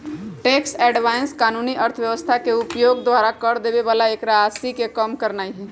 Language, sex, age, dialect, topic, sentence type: Magahi, male, 31-35, Western, banking, statement